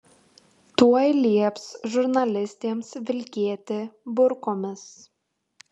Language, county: Lithuanian, Tauragė